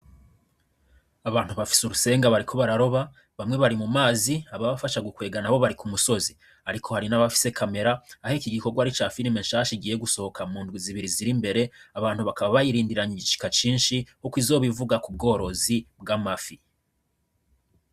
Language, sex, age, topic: Rundi, male, 25-35, agriculture